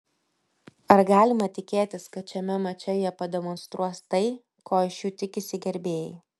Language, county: Lithuanian, Vilnius